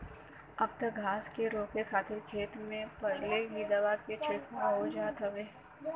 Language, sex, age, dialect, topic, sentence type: Bhojpuri, female, 18-24, Western, agriculture, statement